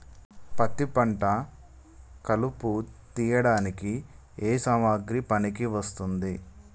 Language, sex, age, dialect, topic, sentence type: Telugu, male, 25-30, Telangana, agriculture, question